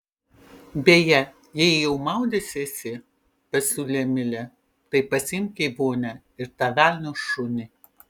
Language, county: Lithuanian, Panevėžys